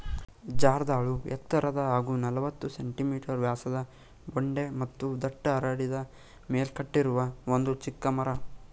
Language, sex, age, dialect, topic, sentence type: Kannada, male, 18-24, Mysore Kannada, agriculture, statement